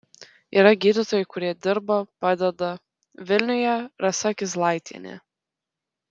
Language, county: Lithuanian, Telšiai